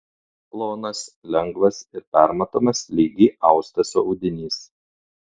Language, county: Lithuanian, Klaipėda